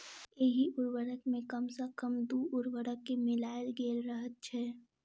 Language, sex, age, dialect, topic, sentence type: Maithili, female, 25-30, Southern/Standard, agriculture, statement